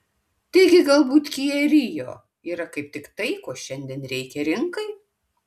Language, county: Lithuanian, Kaunas